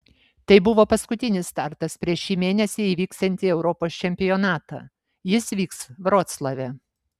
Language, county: Lithuanian, Vilnius